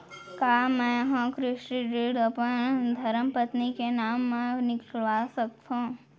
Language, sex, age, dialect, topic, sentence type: Chhattisgarhi, female, 18-24, Central, banking, question